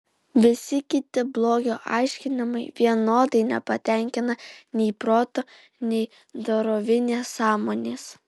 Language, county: Lithuanian, Alytus